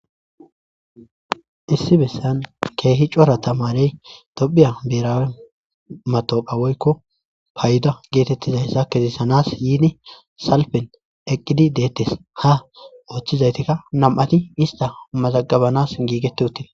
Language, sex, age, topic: Gamo, male, 25-35, government